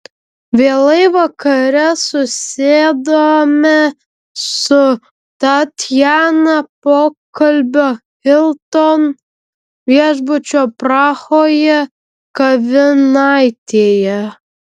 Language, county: Lithuanian, Vilnius